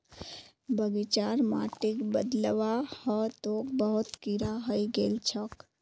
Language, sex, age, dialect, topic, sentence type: Magahi, female, 18-24, Northeastern/Surjapuri, agriculture, statement